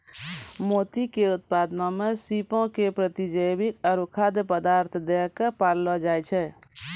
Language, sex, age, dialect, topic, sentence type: Maithili, female, 36-40, Angika, agriculture, statement